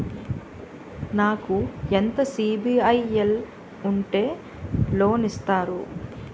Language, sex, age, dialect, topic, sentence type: Telugu, female, 25-30, Utterandhra, banking, question